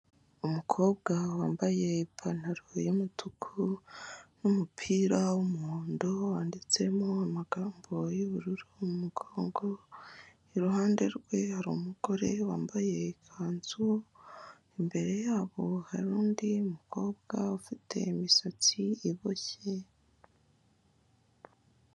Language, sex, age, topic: Kinyarwanda, male, 18-24, finance